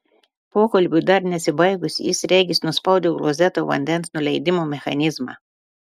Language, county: Lithuanian, Telšiai